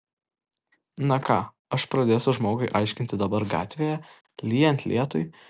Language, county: Lithuanian, Kaunas